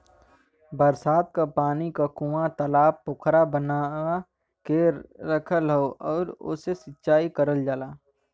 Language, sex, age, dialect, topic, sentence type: Bhojpuri, male, 18-24, Western, agriculture, statement